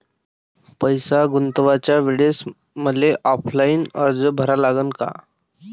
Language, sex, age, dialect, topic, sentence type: Marathi, male, 18-24, Varhadi, banking, question